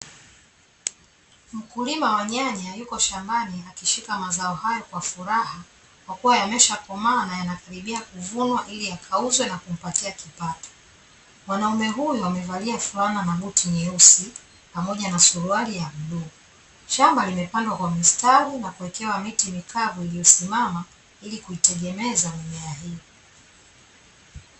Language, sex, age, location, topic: Swahili, female, 36-49, Dar es Salaam, agriculture